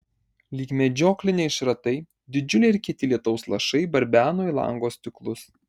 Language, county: Lithuanian, Marijampolė